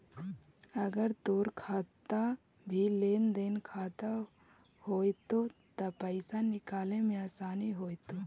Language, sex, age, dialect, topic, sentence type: Magahi, female, 25-30, Central/Standard, banking, statement